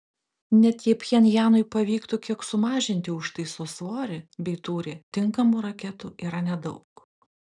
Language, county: Lithuanian, Klaipėda